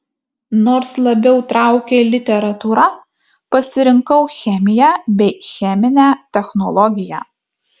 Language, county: Lithuanian, Kaunas